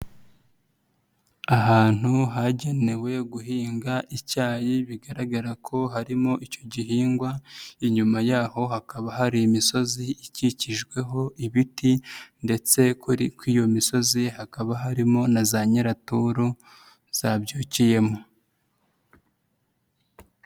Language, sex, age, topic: Kinyarwanda, male, 25-35, agriculture